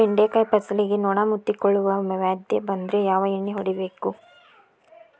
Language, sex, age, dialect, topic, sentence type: Kannada, female, 18-24, Dharwad Kannada, agriculture, question